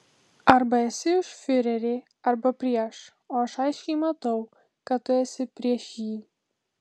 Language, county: Lithuanian, Telšiai